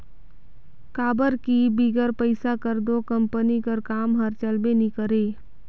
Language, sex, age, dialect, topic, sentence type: Chhattisgarhi, female, 18-24, Northern/Bhandar, banking, statement